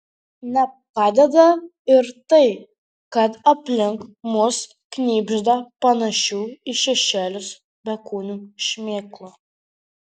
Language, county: Lithuanian, Panevėžys